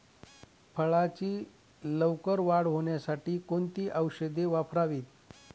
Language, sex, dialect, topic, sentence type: Marathi, male, Northern Konkan, agriculture, question